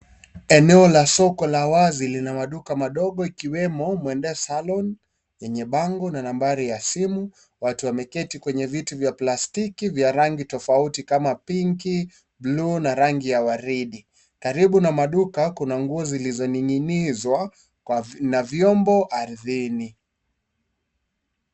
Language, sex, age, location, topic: Swahili, male, 25-35, Kisii, finance